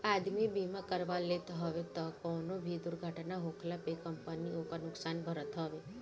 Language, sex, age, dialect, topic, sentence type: Bhojpuri, male, 25-30, Northern, banking, statement